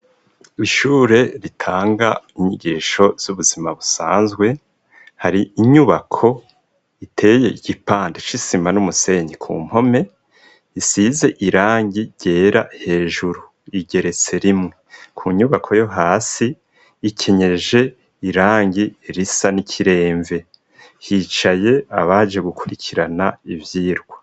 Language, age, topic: Rundi, 25-35, education